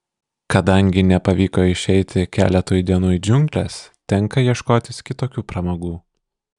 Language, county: Lithuanian, Vilnius